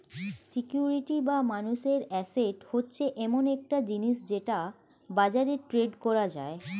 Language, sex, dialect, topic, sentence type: Bengali, female, Standard Colloquial, banking, statement